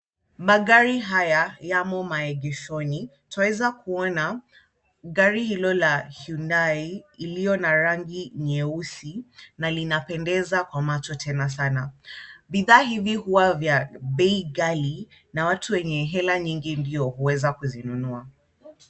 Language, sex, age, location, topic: Swahili, female, 25-35, Kisumu, finance